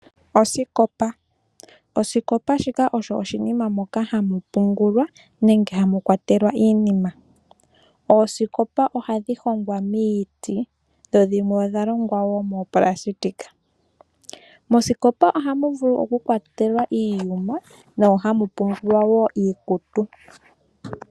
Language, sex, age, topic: Oshiwambo, female, 18-24, finance